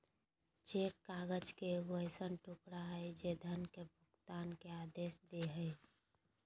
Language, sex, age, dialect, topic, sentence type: Magahi, female, 31-35, Southern, banking, statement